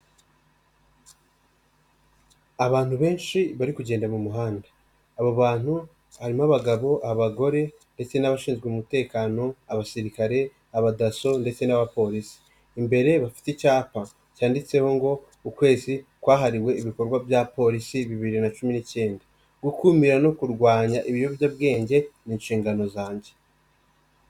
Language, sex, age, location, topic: Kinyarwanda, male, 25-35, Nyagatare, health